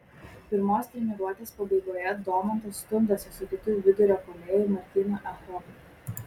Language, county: Lithuanian, Vilnius